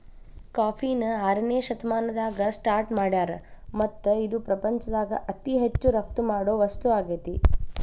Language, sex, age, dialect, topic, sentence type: Kannada, female, 25-30, Dharwad Kannada, agriculture, statement